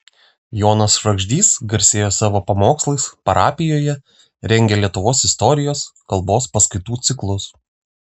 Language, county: Lithuanian, Vilnius